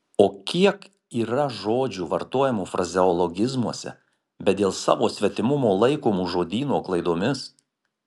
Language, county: Lithuanian, Marijampolė